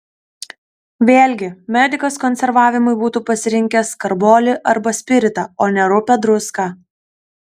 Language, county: Lithuanian, Kaunas